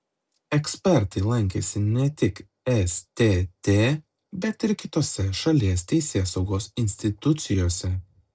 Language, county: Lithuanian, Klaipėda